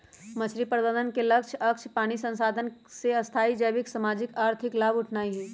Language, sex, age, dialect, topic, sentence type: Magahi, female, 31-35, Western, agriculture, statement